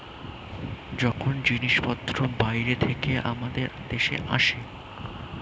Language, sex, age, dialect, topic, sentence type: Bengali, male, <18, Standard Colloquial, banking, statement